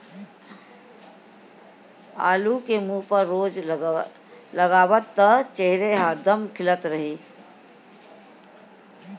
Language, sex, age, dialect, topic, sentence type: Bhojpuri, female, 51-55, Northern, agriculture, statement